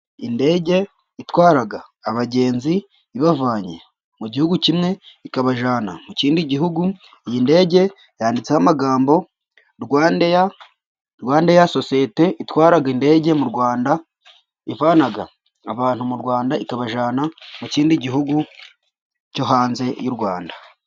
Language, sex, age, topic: Kinyarwanda, male, 25-35, government